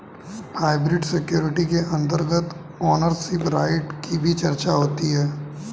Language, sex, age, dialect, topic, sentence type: Hindi, male, 18-24, Hindustani Malvi Khadi Boli, banking, statement